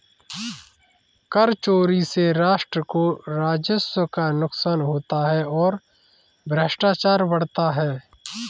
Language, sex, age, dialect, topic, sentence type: Hindi, male, 25-30, Kanauji Braj Bhasha, banking, statement